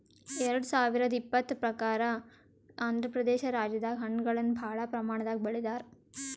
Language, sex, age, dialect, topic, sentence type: Kannada, female, 18-24, Northeastern, agriculture, statement